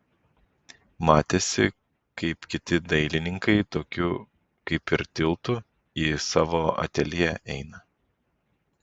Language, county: Lithuanian, Vilnius